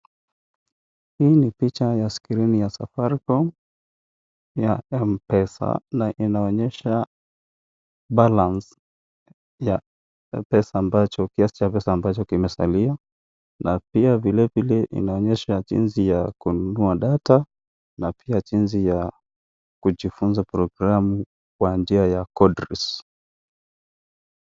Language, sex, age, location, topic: Swahili, male, 25-35, Kisii, finance